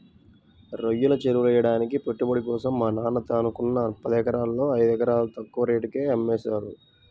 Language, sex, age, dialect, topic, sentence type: Telugu, male, 18-24, Central/Coastal, agriculture, statement